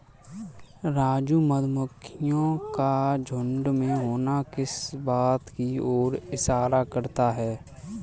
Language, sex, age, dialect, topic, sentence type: Hindi, male, 18-24, Kanauji Braj Bhasha, agriculture, statement